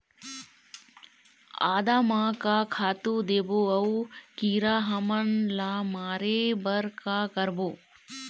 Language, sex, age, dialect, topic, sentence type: Chhattisgarhi, female, 18-24, Eastern, agriculture, question